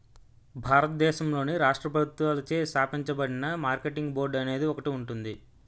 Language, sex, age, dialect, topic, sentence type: Telugu, male, 25-30, Utterandhra, agriculture, statement